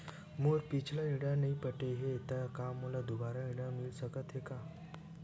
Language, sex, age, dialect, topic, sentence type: Chhattisgarhi, male, 18-24, Western/Budati/Khatahi, banking, question